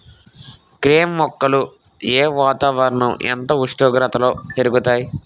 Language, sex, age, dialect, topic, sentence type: Telugu, male, 18-24, Utterandhra, agriculture, question